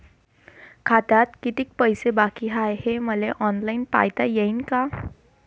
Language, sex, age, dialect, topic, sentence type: Marathi, female, 18-24, Varhadi, banking, question